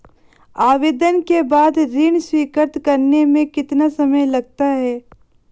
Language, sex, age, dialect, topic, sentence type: Hindi, female, 18-24, Marwari Dhudhari, banking, question